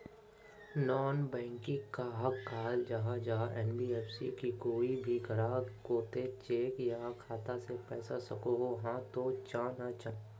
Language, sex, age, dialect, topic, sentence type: Magahi, male, 56-60, Northeastern/Surjapuri, banking, question